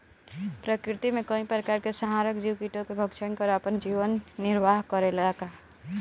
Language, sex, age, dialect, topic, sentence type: Bhojpuri, male, 18-24, Northern, agriculture, question